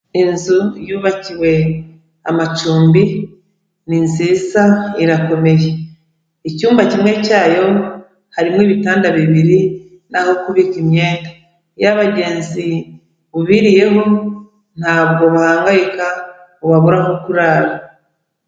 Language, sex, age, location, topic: Kinyarwanda, female, 36-49, Kigali, education